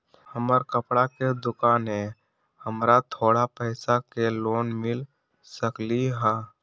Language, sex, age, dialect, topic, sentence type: Magahi, male, 18-24, Western, banking, question